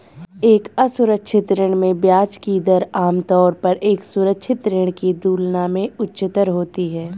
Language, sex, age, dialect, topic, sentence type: Hindi, female, 25-30, Hindustani Malvi Khadi Boli, banking, question